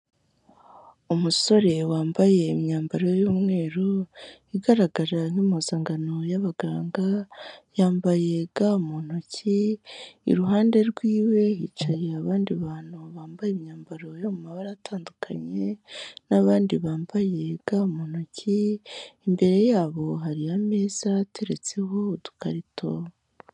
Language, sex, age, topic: Kinyarwanda, female, 18-24, health